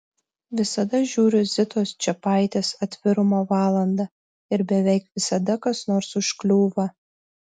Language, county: Lithuanian, Telšiai